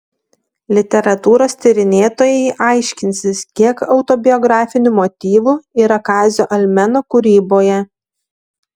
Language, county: Lithuanian, Šiauliai